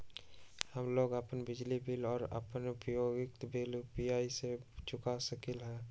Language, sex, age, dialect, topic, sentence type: Magahi, male, 18-24, Western, banking, statement